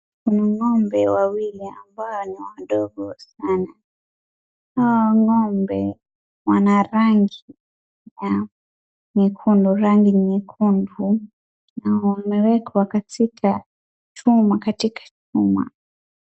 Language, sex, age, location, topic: Swahili, female, 18-24, Wajir, agriculture